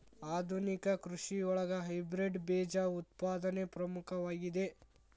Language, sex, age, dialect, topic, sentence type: Kannada, male, 18-24, Dharwad Kannada, agriculture, statement